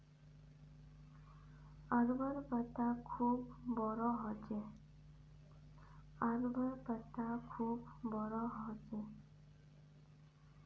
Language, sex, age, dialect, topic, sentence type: Magahi, female, 18-24, Northeastern/Surjapuri, agriculture, statement